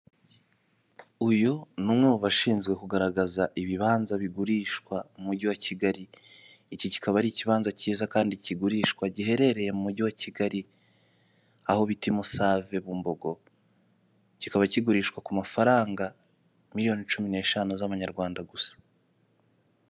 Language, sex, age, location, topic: Kinyarwanda, male, 18-24, Kigali, finance